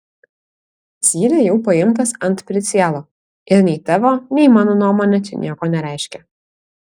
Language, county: Lithuanian, Kaunas